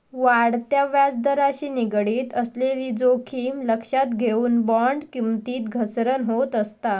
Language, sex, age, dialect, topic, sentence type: Marathi, female, 18-24, Southern Konkan, banking, statement